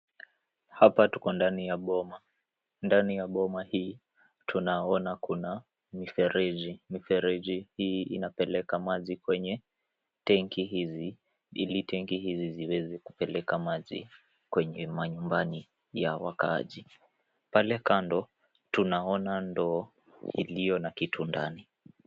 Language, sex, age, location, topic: Swahili, male, 18-24, Nairobi, government